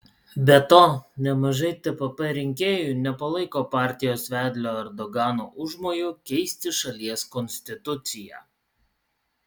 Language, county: Lithuanian, Utena